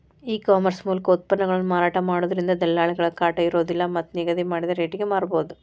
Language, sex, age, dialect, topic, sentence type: Kannada, female, 36-40, Dharwad Kannada, agriculture, statement